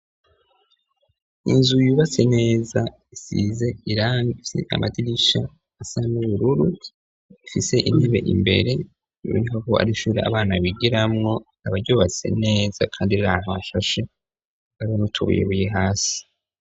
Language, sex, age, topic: Rundi, male, 25-35, education